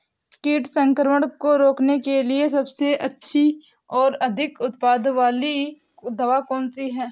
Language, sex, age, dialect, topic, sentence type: Hindi, female, 18-24, Awadhi Bundeli, agriculture, question